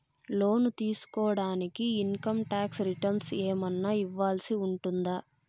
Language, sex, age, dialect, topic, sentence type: Telugu, female, 46-50, Southern, banking, question